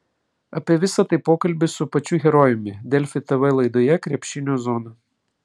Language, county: Lithuanian, Vilnius